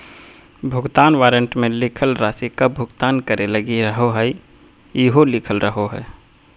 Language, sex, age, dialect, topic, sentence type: Magahi, male, 36-40, Southern, banking, statement